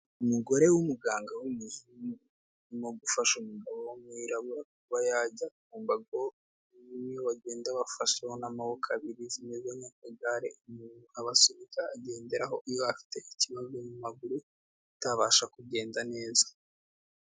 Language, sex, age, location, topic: Kinyarwanda, male, 18-24, Kigali, health